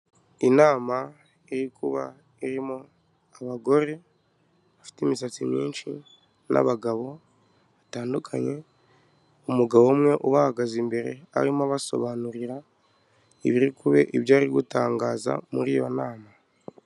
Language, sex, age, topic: Kinyarwanda, male, 25-35, government